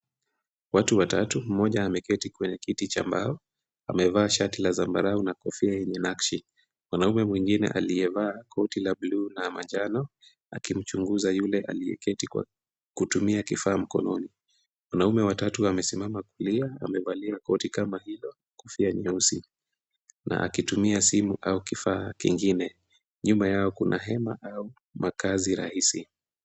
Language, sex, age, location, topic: Swahili, female, 18-24, Kisumu, health